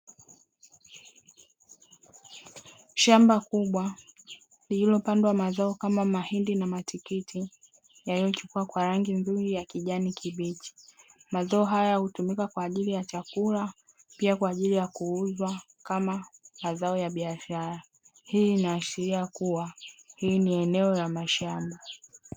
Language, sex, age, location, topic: Swahili, female, 18-24, Dar es Salaam, agriculture